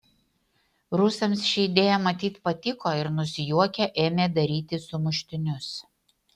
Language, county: Lithuanian, Utena